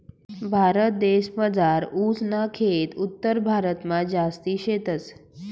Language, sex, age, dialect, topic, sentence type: Marathi, female, 46-50, Northern Konkan, agriculture, statement